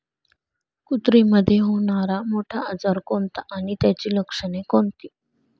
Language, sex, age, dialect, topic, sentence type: Marathi, female, 25-30, Standard Marathi, agriculture, statement